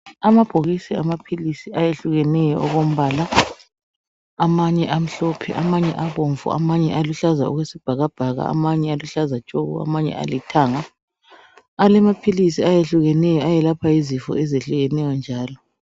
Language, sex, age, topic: North Ndebele, male, 36-49, health